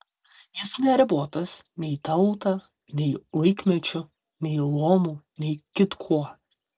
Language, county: Lithuanian, Vilnius